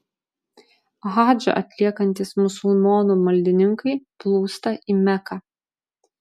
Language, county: Lithuanian, Vilnius